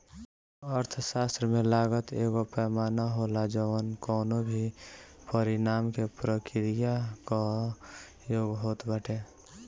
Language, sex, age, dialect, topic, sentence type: Bhojpuri, male, 18-24, Northern, banking, statement